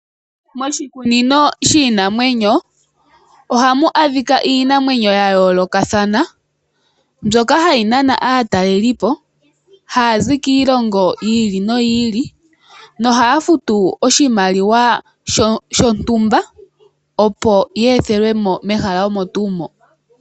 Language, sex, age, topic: Oshiwambo, female, 25-35, agriculture